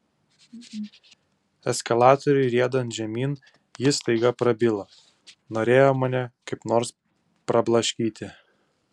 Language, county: Lithuanian, Utena